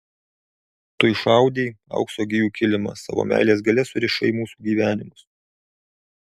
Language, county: Lithuanian, Alytus